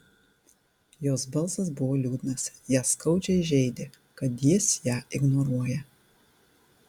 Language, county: Lithuanian, Tauragė